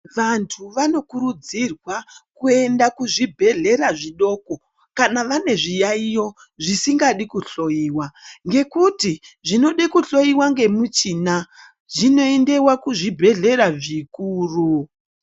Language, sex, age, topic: Ndau, male, 25-35, health